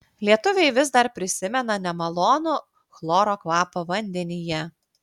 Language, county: Lithuanian, Klaipėda